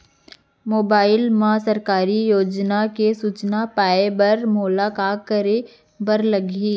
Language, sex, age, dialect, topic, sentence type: Chhattisgarhi, female, 25-30, Central, banking, question